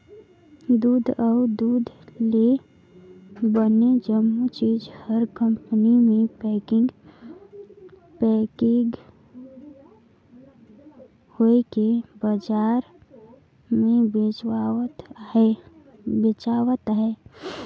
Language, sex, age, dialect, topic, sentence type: Chhattisgarhi, female, 56-60, Northern/Bhandar, agriculture, statement